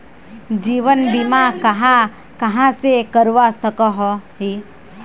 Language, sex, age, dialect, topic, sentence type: Magahi, female, 18-24, Northeastern/Surjapuri, banking, question